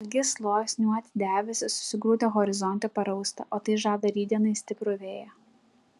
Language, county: Lithuanian, Klaipėda